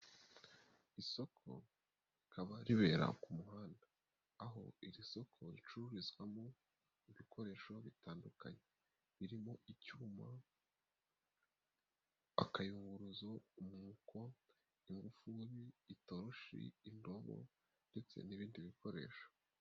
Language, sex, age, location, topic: Kinyarwanda, male, 18-24, Nyagatare, finance